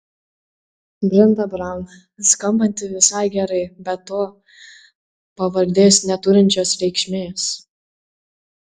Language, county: Lithuanian, Panevėžys